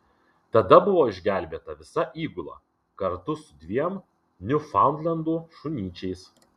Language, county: Lithuanian, Kaunas